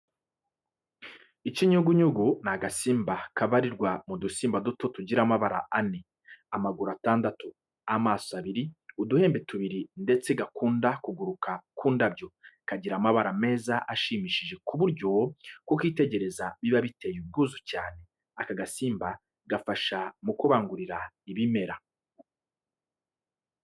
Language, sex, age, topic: Kinyarwanda, male, 25-35, education